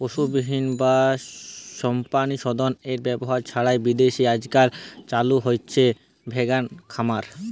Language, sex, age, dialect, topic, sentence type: Bengali, male, 18-24, Western, agriculture, statement